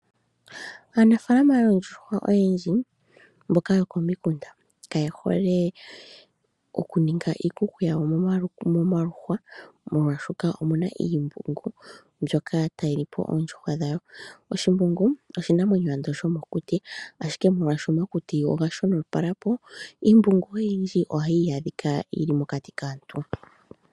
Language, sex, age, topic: Oshiwambo, male, 25-35, agriculture